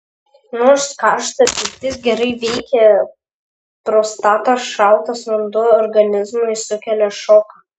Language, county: Lithuanian, Šiauliai